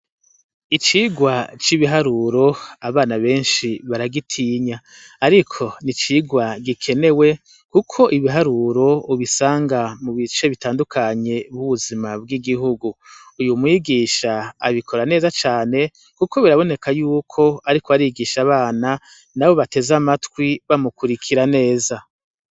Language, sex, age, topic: Rundi, male, 50+, education